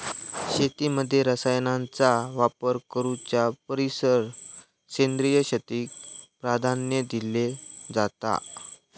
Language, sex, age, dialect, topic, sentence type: Marathi, male, 25-30, Southern Konkan, agriculture, statement